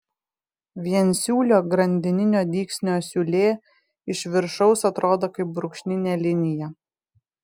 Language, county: Lithuanian, Vilnius